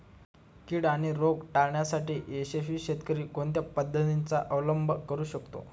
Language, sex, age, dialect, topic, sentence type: Marathi, male, 25-30, Standard Marathi, agriculture, question